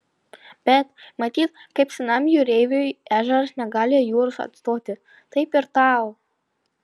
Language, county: Lithuanian, Panevėžys